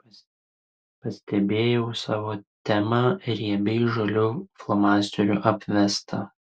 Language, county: Lithuanian, Utena